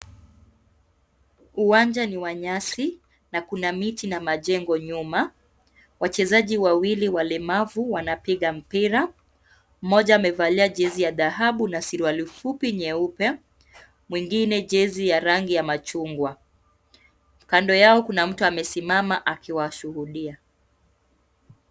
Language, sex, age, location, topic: Swahili, female, 25-35, Kisumu, education